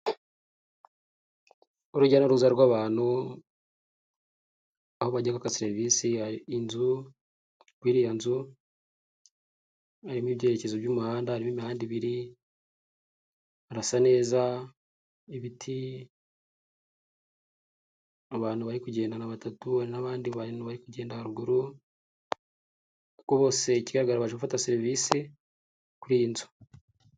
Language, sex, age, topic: Kinyarwanda, male, 18-24, health